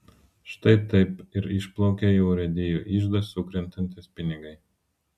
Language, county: Lithuanian, Vilnius